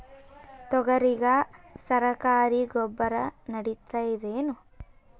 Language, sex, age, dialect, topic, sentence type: Kannada, male, 18-24, Northeastern, agriculture, question